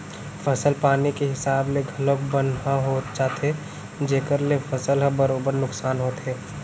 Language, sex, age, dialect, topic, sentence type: Chhattisgarhi, male, 18-24, Central, agriculture, statement